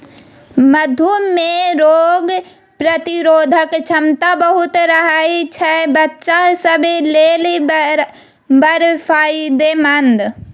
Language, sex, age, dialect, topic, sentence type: Maithili, female, 25-30, Bajjika, agriculture, statement